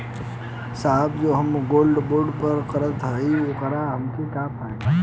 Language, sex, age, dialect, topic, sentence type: Bhojpuri, male, 18-24, Western, banking, question